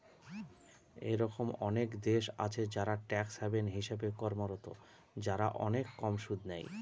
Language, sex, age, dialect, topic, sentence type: Bengali, male, 36-40, Northern/Varendri, banking, statement